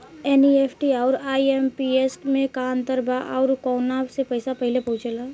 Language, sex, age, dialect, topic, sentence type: Bhojpuri, female, 18-24, Southern / Standard, banking, question